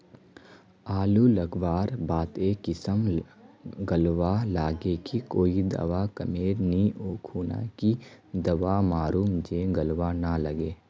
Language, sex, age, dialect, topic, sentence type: Magahi, male, 18-24, Northeastern/Surjapuri, agriculture, question